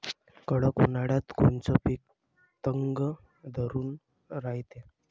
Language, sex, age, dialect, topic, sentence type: Marathi, male, 25-30, Varhadi, agriculture, question